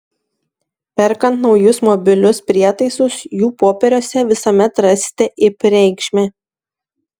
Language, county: Lithuanian, Šiauliai